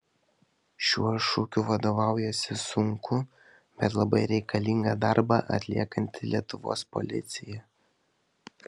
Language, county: Lithuanian, Vilnius